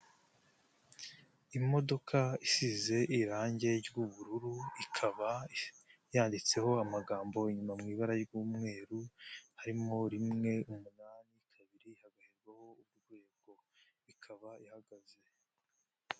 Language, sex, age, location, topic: Kinyarwanda, male, 25-35, Nyagatare, finance